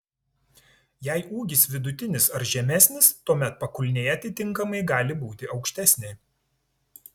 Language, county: Lithuanian, Tauragė